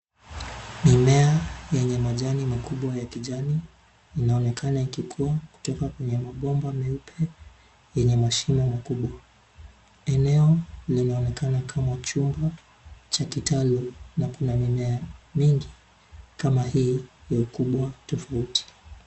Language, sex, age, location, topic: Swahili, male, 18-24, Nairobi, agriculture